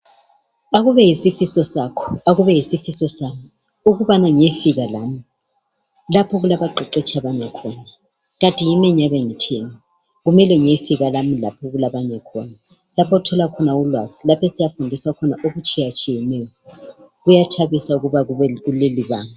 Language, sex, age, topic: North Ndebele, male, 36-49, education